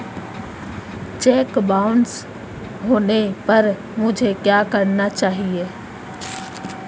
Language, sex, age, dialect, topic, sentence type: Hindi, female, 36-40, Marwari Dhudhari, banking, question